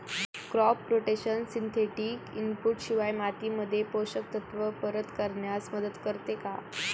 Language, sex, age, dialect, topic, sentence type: Marathi, female, 18-24, Standard Marathi, agriculture, question